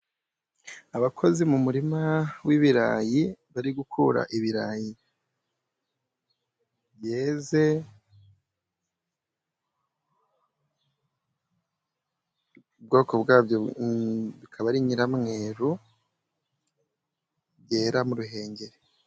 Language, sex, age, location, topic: Kinyarwanda, male, 25-35, Musanze, agriculture